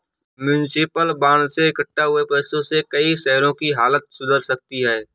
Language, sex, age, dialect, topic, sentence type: Hindi, male, 25-30, Awadhi Bundeli, banking, statement